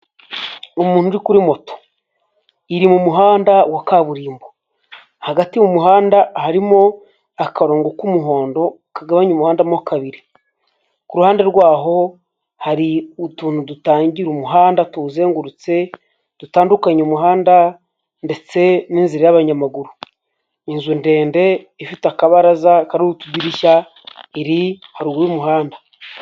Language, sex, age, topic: Kinyarwanda, male, 25-35, finance